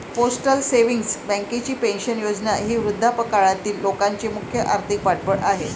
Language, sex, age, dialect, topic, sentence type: Marathi, female, 56-60, Varhadi, banking, statement